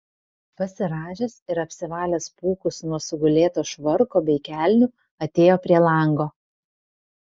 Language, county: Lithuanian, Vilnius